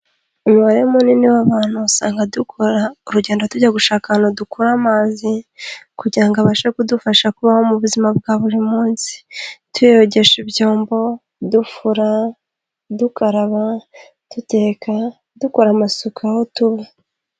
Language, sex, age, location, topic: Kinyarwanda, female, 25-35, Kigali, health